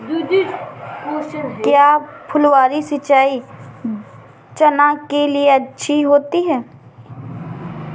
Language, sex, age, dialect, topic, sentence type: Hindi, female, 25-30, Awadhi Bundeli, agriculture, question